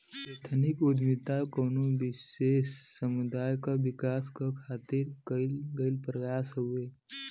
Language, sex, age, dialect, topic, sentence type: Bhojpuri, female, 18-24, Western, banking, statement